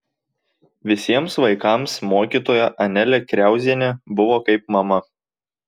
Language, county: Lithuanian, Tauragė